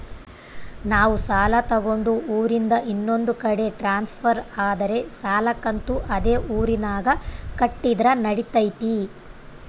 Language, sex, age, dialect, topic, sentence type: Kannada, female, 18-24, Central, banking, question